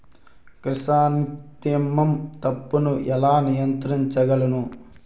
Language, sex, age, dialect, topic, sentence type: Telugu, male, 18-24, Utterandhra, agriculture, question